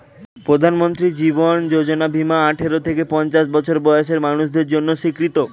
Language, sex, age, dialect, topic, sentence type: Bengali, male, 18-24, Standard Colloquial, banking, statement